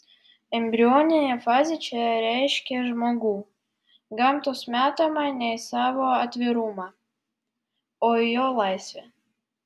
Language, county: Lithuanian, Vilnius